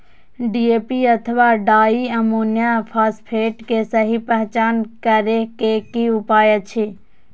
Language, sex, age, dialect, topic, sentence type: Maithili, female, 18-24, Eastern / Thethi, agriculture, question